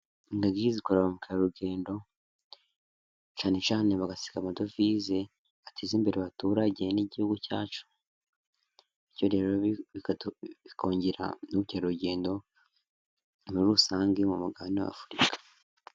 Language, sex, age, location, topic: Kinyarwanda, male, 18-24, Musanze, agriculture